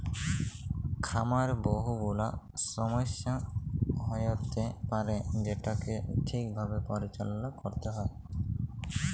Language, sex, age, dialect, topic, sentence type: Bengali, male, 18-24, Jharkhandi, agriculture, statement